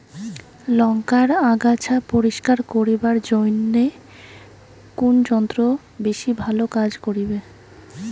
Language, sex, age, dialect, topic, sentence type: Bengali, female, 18-24, Rajbangshi, agriculture, question